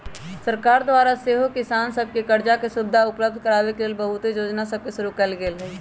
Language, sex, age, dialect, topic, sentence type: Magahi, female, 31-35, Western, agriculture, statement